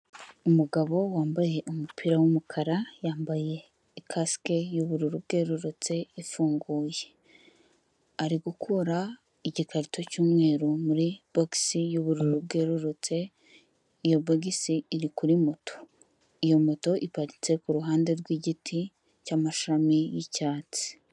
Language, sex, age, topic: Kinyarwanda, female, 18-24, finance